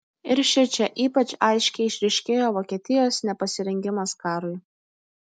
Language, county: Lithuanian, Utena